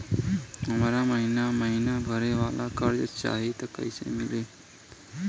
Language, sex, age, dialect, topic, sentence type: Bhojpuri, male, 18-24, Southern / Standard, banking, question